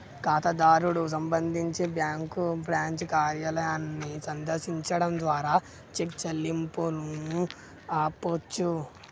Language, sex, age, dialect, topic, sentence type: Telugu, female, 18-24, Telangana, banking, statement